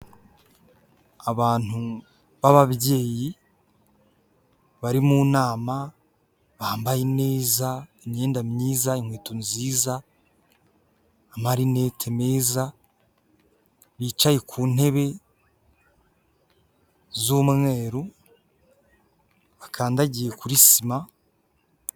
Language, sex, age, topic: Kinyarwanda, male, 18-24, government